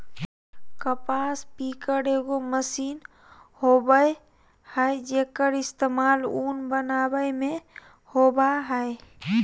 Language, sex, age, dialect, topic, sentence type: Magahi, male, 25-30, Southern, agriculture, statement